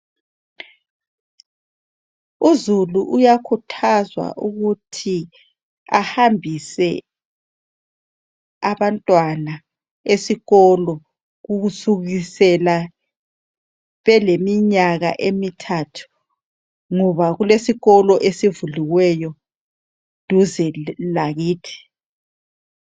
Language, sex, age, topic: North Ndebele, female, 36-49, education